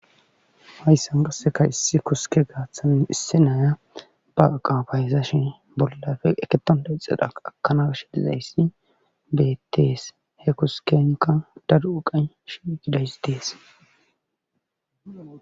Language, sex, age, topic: Gamo, male, 25-35, government